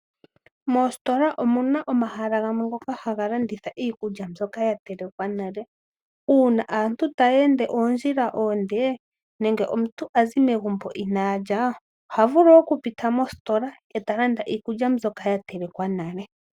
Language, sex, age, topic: Oshiwambo, female, 18-24, finance